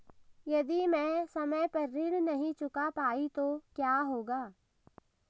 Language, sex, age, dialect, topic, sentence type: Hindi, female, 18-24, Hindustani Malvi Khadi Boli, banking, question